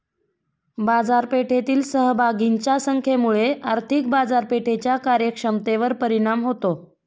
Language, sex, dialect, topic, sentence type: Marathi, female, Standard Marathi, banking, statement